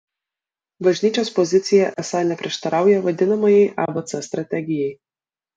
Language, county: Lithuanian, Vilnius